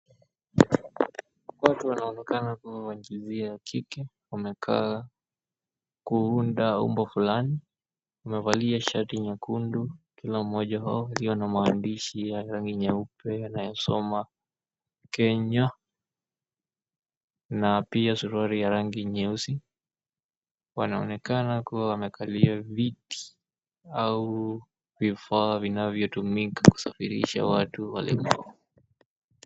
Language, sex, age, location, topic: Swahili, male, 18-24, Mombasa, education